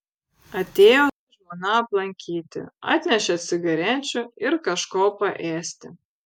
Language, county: Lithuanian, Vilnius